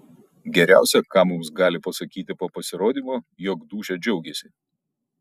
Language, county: Lithuanian, Kaunas